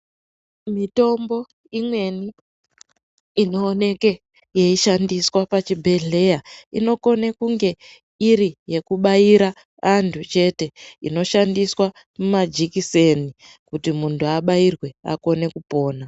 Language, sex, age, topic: Ndau, female, 25-35, health